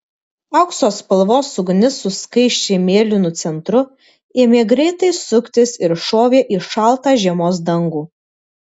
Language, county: Lithuanian, Vilnius